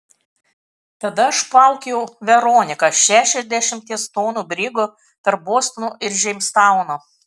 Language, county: Lithuanian, Kaunas